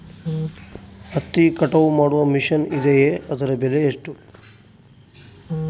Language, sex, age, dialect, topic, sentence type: Kannada, male, 31-35, Central, agriculture, question